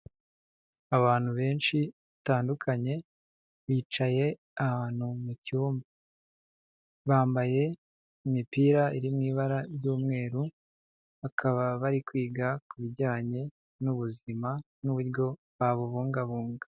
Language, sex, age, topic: Kinyarwanda, male, 25-35, health